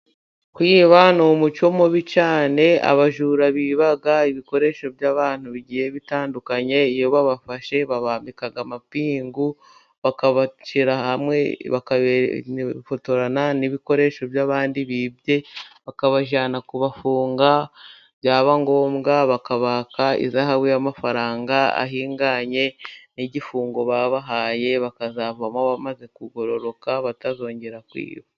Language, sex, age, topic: Kinyarwanda, female, 25-35, government